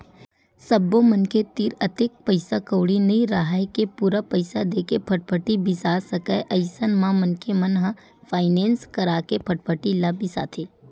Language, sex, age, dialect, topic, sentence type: Chhattisgarhi, female, 18-24, Western/Budati/Khatahi, banking, statement